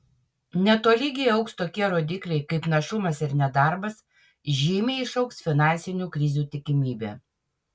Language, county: Lithuanian, Utena